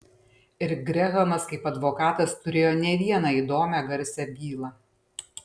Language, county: Lithuanian, Panevėžys